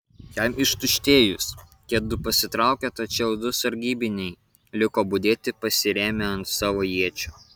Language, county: Lithuanian, Kaunas